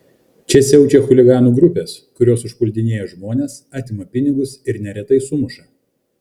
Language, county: Lithuanian, Kaunas